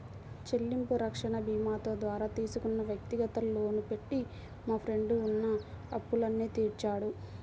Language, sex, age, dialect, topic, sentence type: Telugu, female, 18-24, Central/Coastal, banking, statement